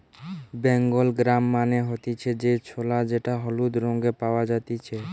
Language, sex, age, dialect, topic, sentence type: Bengali, male, <18, Western, agriculture, statement